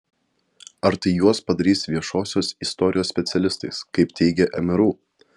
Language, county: Lithuanian, Kaunas